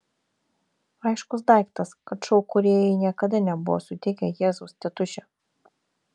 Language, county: Lithuanian, Vilnius